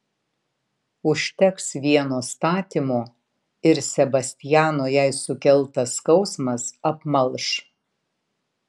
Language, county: Lithuanian, Vilnius